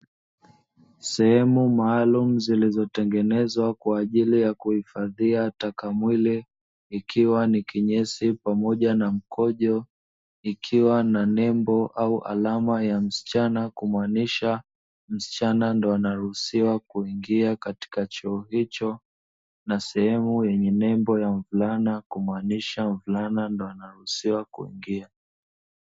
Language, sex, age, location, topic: Swahili, male, 25-35, Dar es Salaam, government